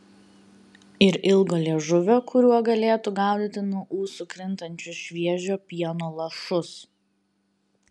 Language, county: Lithuanian, Vilnius